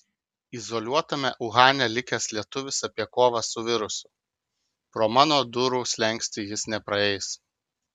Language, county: Lithuanian, Kaunas